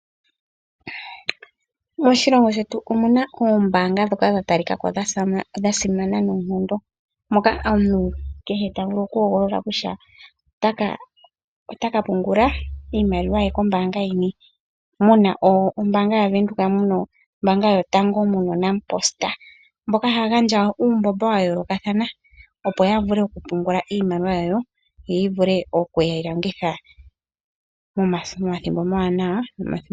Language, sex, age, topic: Oshiwambo, female, 25-35, finance